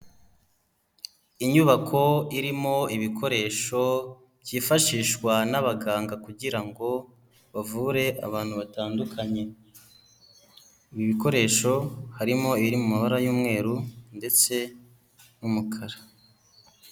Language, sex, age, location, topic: Kinyarwanda, male, 18-24, Kigali, health